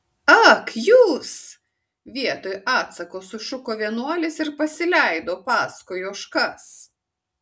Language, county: Lithuanian, Kaunas